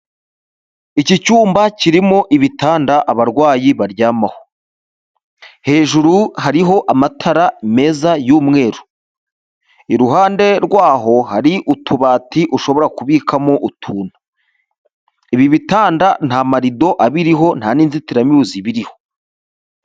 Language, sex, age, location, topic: Kinyarwanda, male, 25-35, Huye, health